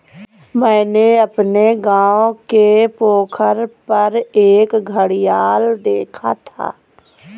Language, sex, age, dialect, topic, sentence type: Hindi, female, 25-30, Kanauji Braj Bhasha, agriculture, statement